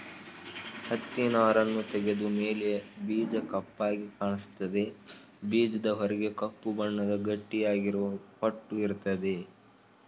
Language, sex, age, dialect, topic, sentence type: Kannada, male, 18-24, Mysore Kannada, agriculture, statement